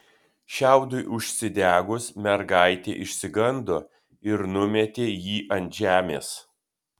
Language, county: Lithuanian, Kaunas